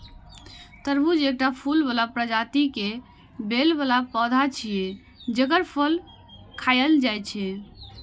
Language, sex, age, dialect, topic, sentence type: Maithili, female, 46-50, Eastern / Thethi, agriculture, statement